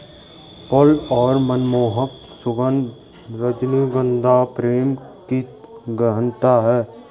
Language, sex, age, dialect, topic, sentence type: Hindi, male, 56-60, Garhwali, agriculture, statement